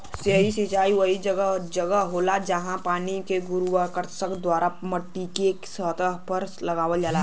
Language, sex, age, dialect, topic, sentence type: Bhojpuri, male, <18, Western, agriculture, statement